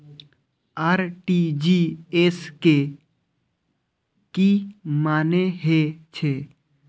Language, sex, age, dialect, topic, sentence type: Maithili, male, 25-30, Eastern / Thethi, banking, question